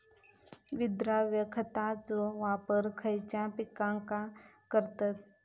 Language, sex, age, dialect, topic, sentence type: Marathi, female, 25-30, Southern Konkan, agriculture, question